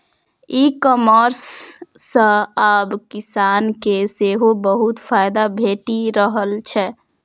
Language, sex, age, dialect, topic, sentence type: Maithili, female, 51-55, Eastern / Thethi, agriculture, statement